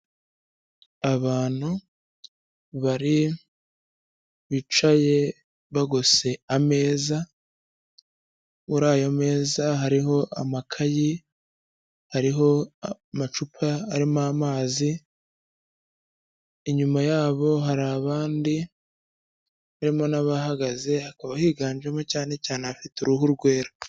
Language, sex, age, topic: Kinyarwanda, male, 25-35, health